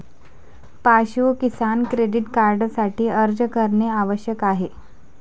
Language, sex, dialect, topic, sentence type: Marathi, female, Varhadi, agriculture, statement